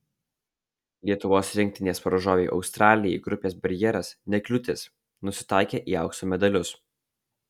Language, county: Lithuanian, Alytus